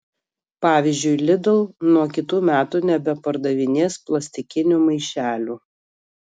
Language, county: Lithuanian, Kaunas